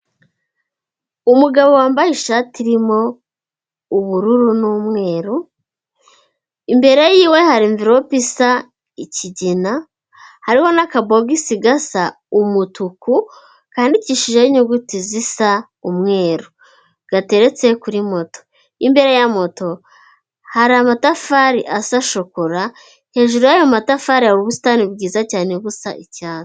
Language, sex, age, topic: Kinyarwanda, female, 18-24, finance